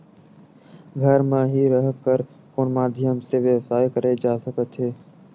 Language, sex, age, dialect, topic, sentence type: Chhattisgarhi, male, 18-24, Western/Budati/Khatahi, agriculture, question